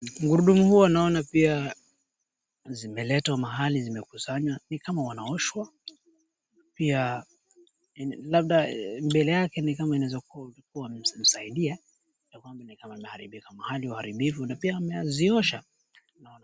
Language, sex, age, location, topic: Swahili, male, 18-24, Wajir, finance